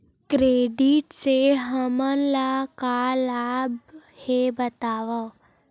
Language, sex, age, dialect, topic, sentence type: Chhattisgarhi, female, 18-24, Western/Budati/Khatahi, banking, question